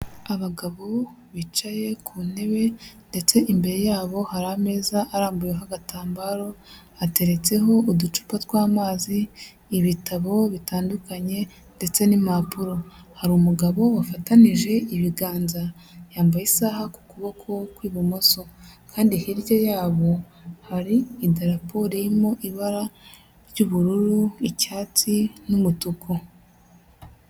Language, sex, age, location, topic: Kinyarwanda, male, 50+, Huye, health